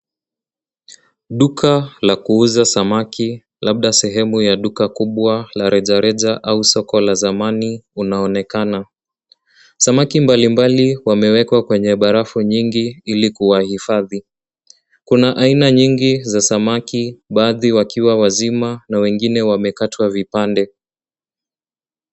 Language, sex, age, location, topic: Swahili, male, 18-24, Nairobi, finance